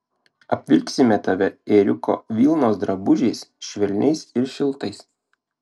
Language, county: Lithuanian, Klaipėda